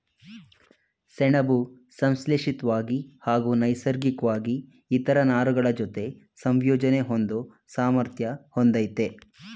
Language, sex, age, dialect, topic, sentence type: Kannada, male, 25-30, Mysore Kannada, agriculture, statement